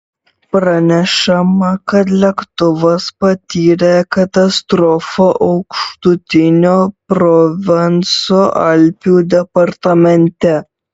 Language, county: Lithuanian, Šiauliai